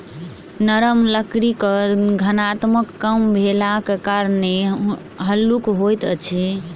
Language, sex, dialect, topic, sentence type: Maithili, female, Southern/Standard, agriculture, statement